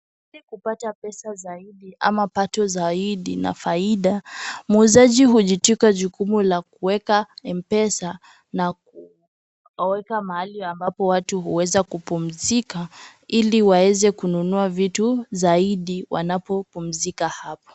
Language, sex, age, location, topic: Swahili, female, 18-24, Kisumu, finance